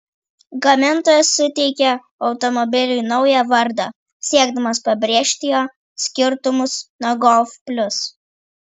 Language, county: Lithuanian, Vilnius